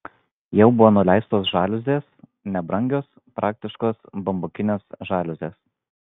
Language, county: Lithuanian, Vilnius